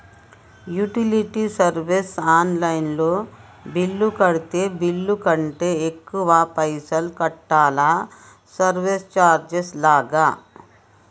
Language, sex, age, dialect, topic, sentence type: Telugu, male, 36-40, Telangana, banking, question